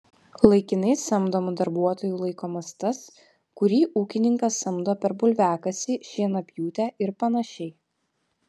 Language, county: Lithuanian, Vilnius